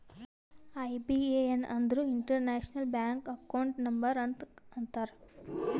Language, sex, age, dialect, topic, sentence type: Kannada, female, 18-24, Northeastern, banking, statement